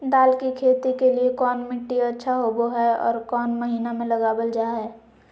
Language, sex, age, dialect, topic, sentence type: Magahi, female, 60-100, Southern, agriculture, question